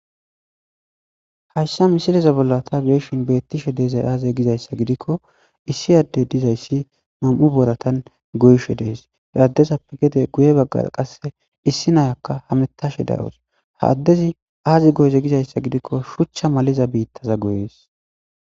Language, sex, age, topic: Gamo, male, 18-24, agriculture